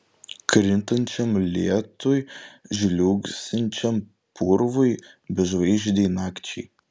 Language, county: Lithuanian, Vilnius